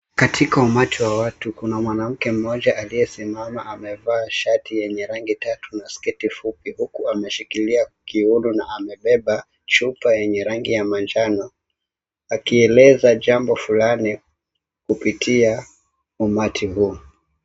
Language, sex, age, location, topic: Swahili, male, 18-24, Mombasa, government